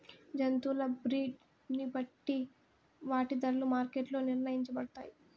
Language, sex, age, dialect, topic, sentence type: Telugu, female, 18-24, Southern, agriculture, statement